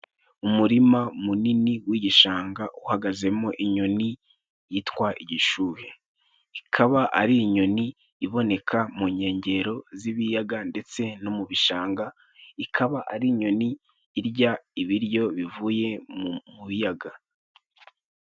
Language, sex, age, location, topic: Kinyarwanda, male, 18-24, Musanze, agriculture